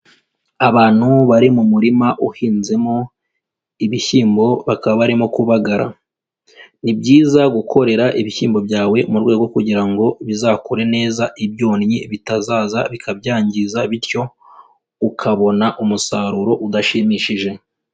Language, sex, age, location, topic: Kinyarwanda, female, 18-24, Kigali, agriculture